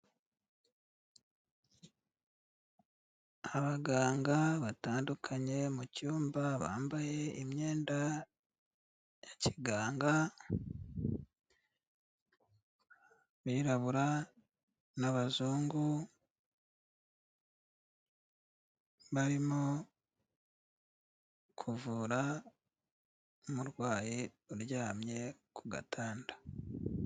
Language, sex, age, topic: Kinyarwanda, male, 36-49, health